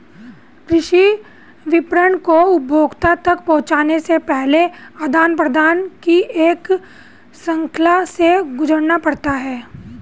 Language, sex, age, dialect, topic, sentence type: Hindi, female, 31-35, Hindustani Malvi Khadi Boli, agriculture, statement